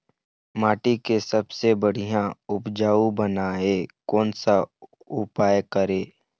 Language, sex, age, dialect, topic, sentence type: Chhattisgarhi, male, 60-100, Eastern, agriculture, question